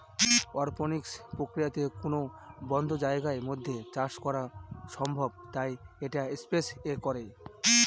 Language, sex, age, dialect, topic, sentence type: Bengali, male, 25-30, Northern/Varendri, agriculture, statement